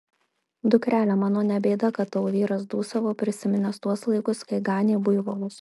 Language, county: Lithuanian, Marijampolė